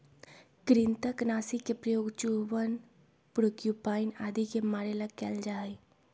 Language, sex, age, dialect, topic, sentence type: Magahi, female, 25-30, Western, agriculture, statement